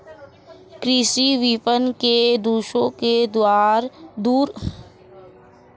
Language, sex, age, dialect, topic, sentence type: Hindi, female, 25-30, Marwari Dhudhari, agriculture, question